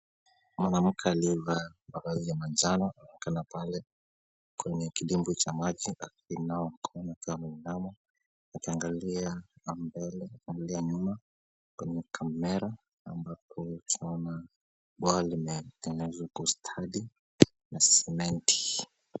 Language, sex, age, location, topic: Swahili, male, 25-35, Kisumu, health